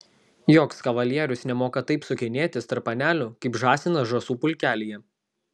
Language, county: Lithuanian, Kaunas